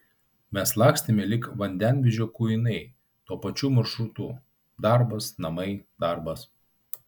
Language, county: Lithuanian, Vilnius